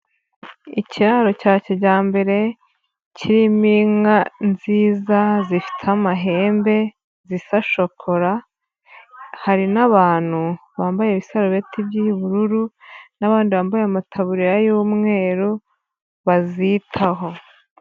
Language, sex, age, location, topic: Kinyarwanda, female, 25-35, Nyagatare, agriculture